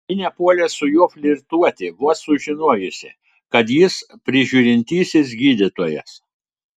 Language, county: Lithuanian, Telšiai